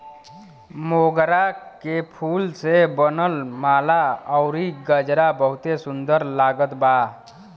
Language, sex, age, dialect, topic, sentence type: Bhojpuri, male, 31-35, Western, agriculture, statement